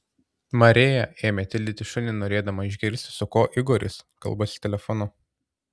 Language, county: Lithuanian, Tauragė